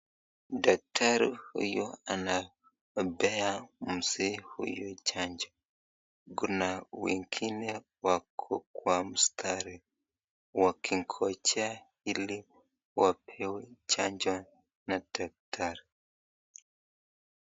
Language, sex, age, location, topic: Swahili, male, 25-35, Nakuru, health